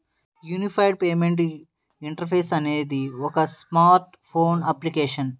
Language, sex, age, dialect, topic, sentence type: Telugu, male, 31-35, Central/Coastal, banking, statement